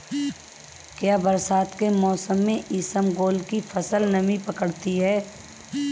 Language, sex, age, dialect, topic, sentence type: Hindi, female, 31-35, Marwari Dhudhari, agriculture, question